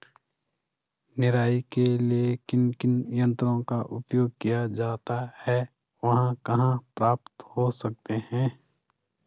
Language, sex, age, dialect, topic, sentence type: Hindi, male, 25-30, Garhwali, agriculture, question